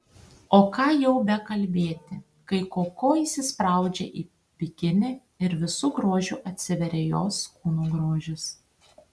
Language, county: Lithuanian, Tauragė